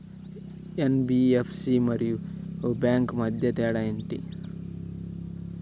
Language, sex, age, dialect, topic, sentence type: Telugu, male, 18-24, Central/Coastal, banking, question